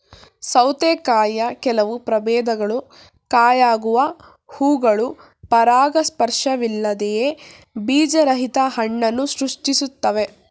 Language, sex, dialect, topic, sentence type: Kannada, female, Mysore Kannada, agriculture, statement